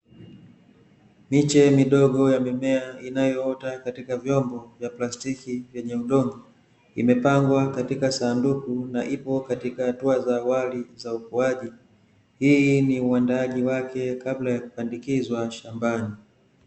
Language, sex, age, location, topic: Swahili, male, 25-35, Dar es Salaam, agriculture